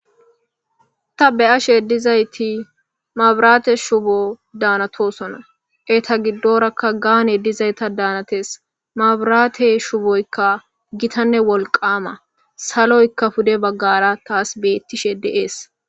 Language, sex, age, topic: Gamo, female, 18-24, government